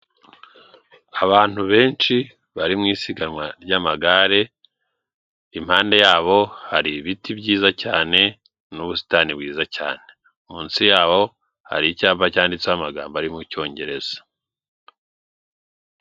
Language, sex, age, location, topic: Kinyarwanda, male, 36-49, Kigali, government